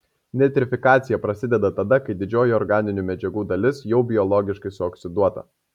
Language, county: Lithuanian, Kaunas